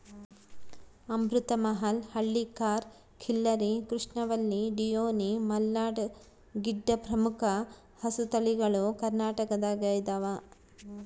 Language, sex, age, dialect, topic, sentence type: Kannada, female, 36-40, Central, agriculture, statement